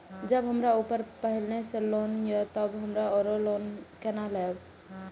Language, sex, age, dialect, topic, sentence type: Maithili, female, 18-24, Eastern / Thethi, banking, question